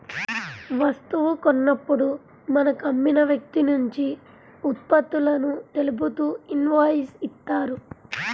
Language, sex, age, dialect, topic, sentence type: Telugu, female, 46-50, Central/Coastal, banking, statement